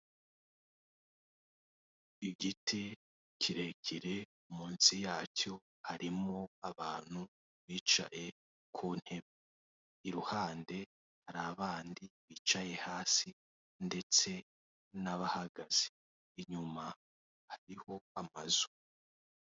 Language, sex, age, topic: Kinyarwanda, male, 18-24, government